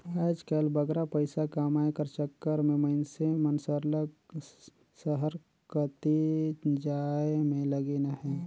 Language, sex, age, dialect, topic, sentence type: Chhattisgarhi, male, 36-40, Northern/Bhandar, agriculture, statement